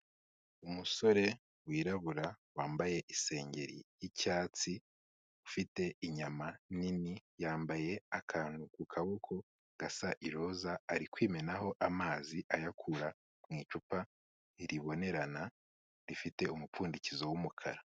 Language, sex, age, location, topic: Kinyarwanda, male, 25-35, Kigali, health